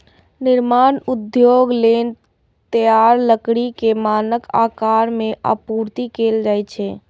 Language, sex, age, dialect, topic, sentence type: Maithili, female, 36-40, Eastern / Thethi, agriculture, statement